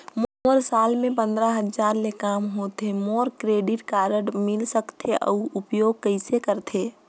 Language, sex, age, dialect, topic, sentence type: Chhattisgarhi, female, 18-24, Northern/Bhandar, banking, question